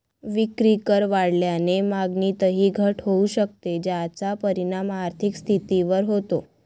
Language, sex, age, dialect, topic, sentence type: Marathi, female, 18-24, Varhadi, banking, statement